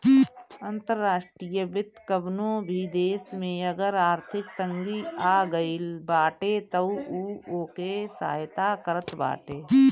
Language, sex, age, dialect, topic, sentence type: Bhojpuri, female, 31-35, Northern, banking, statement